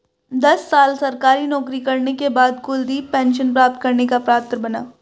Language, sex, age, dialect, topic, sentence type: Hindi, female, 25-30, Hindustani Malvi Khadi Boli, banking, statement